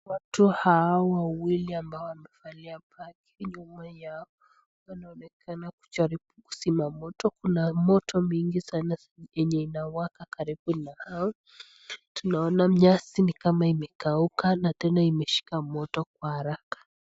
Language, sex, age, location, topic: Swahili, female, 18-24, Nakuru, health